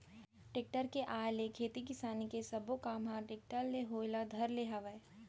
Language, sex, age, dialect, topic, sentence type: Chhattisgarhi, female, 18-24, Central, agriculture, statement